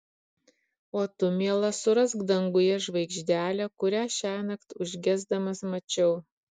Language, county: Lithuanian, Kaunas